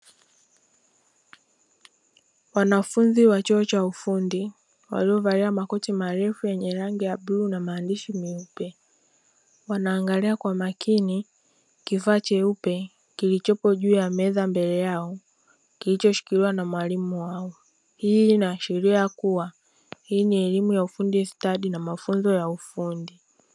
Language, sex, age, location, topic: Swahili, female, 25-35, Dar es Salaam, education